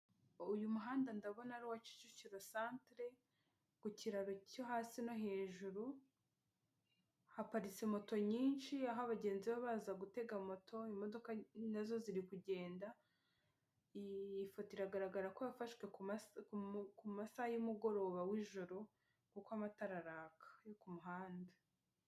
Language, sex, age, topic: Kinyarwanda, female, 25-35, government